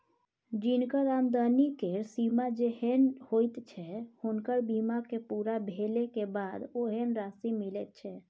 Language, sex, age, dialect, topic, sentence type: Maithili, female, 31-35, Bajjika, banking, statement